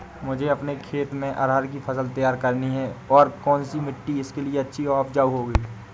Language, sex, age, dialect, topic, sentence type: Hindi, male, 18-24, Awadhi Bundeli, agriculture, question